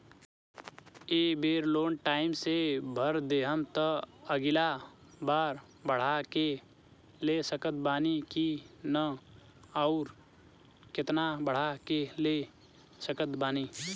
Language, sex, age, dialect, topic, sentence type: Bhojpuri, male, 25-30, Southern / Standard, banking, question